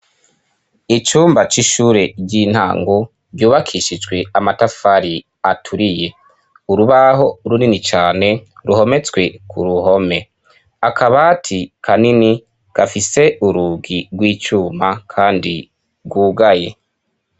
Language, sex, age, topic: Rundi, female, 25-35, education